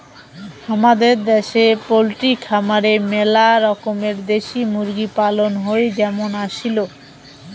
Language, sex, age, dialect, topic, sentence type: Bengali, female, 18-24, Rajbangshi, agriculture, statement